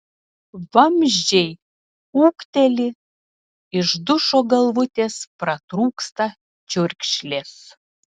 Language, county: Lithuanian, Telšiai